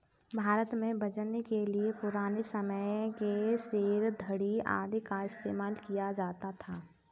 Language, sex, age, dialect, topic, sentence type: Hindi, female, 18-24, Kanauji Braj Bhasha, agriculture, statement